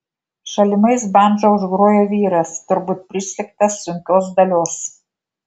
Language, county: Lithuanian, Kaunas